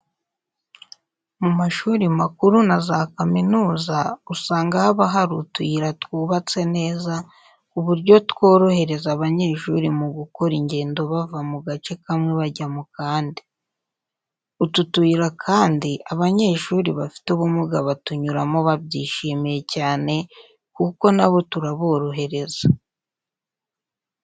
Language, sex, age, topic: Kinyarwanda, female, 18-24, education